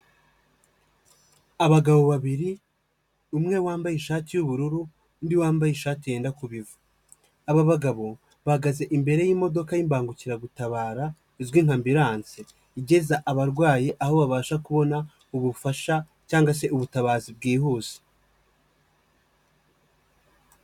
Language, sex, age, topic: Kinyarwanda, male, 25-35, health